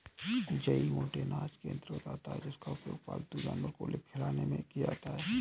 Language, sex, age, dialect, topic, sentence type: Hindi, male, 18-24, Awadhi Bundeli, agriculture, statement